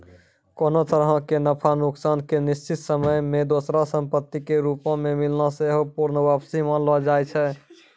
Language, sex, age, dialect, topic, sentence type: Maithili, male, 46-50, Angika, banking, statement